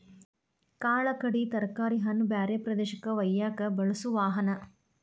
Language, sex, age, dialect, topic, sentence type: Kannada, female, 41-45, Dharwad Kannada, agriculture, statement